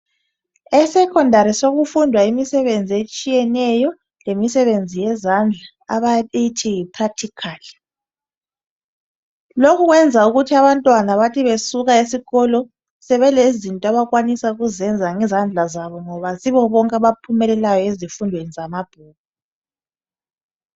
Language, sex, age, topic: North Ndebele, male, 25-35, education